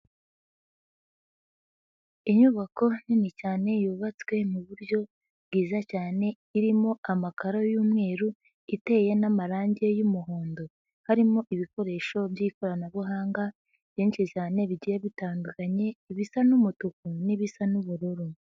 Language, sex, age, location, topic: Kinyarwanda, female, 50+, Nyagatare, agriculture